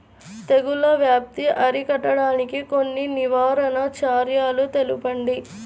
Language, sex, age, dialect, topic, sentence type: Telugu, female, 41-45, Central/Coastal, agriculture, question